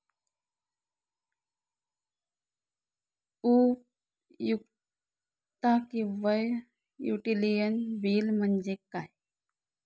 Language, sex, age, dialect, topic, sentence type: Marathi, male, 41-45, Northern Konkan, banking, question